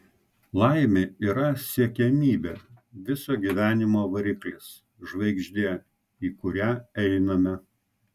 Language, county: Lithuanian, Klaipėda